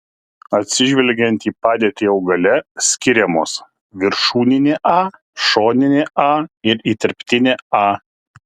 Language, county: Lithuanian, Kaunas